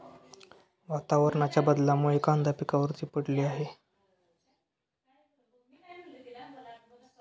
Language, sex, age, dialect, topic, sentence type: Marathi, male, 18-24, Standard Marathi, agriculture, question